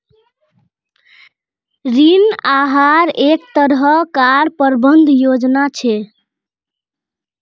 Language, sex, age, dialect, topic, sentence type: Magahi, female, 18-24, Northeastern/Surjapuri, banking, statement